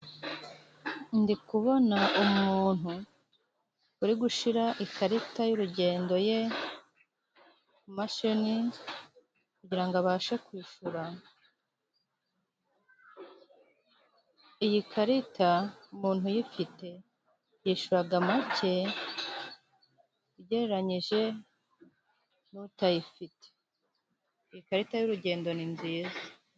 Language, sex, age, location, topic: Kinyarwanda, female, 25-35, Musanze, government